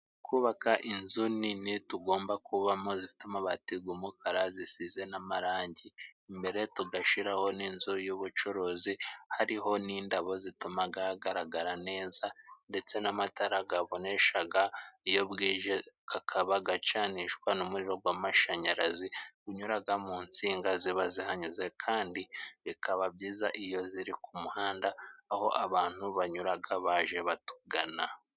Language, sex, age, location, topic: Kinyarwanda, male, 25-35, Musanze, finance